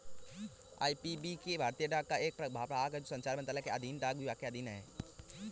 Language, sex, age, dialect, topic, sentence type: Hindi, male, 18-24, Marwari Dhudhari, banking, statement